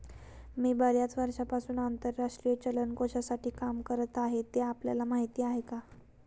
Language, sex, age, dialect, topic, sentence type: Marathi, female, 18-24, Standard Marathi, banking, statement